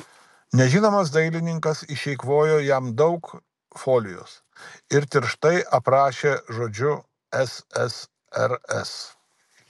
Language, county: Lithuanian, Kaunas